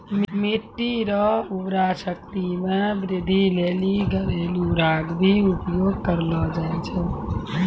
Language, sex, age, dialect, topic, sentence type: Maithili, female, 41-45, Angika, agriculture, statement